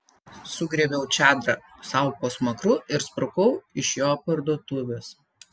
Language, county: Lithuanian, Telšiai